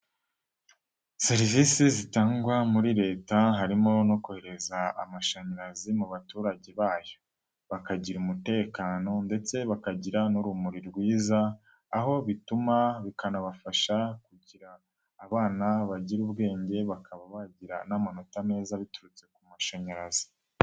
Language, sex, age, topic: Kinyarwanda, male, 18-24, government